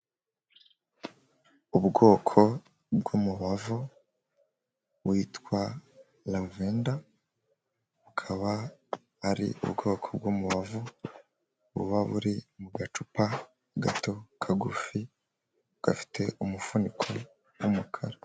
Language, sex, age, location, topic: Kinyarwanda, male, 18-24, Huye, health